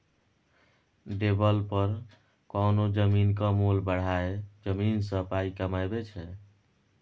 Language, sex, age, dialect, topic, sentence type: Maithili, male, 25-30, Bajjika, banking, statement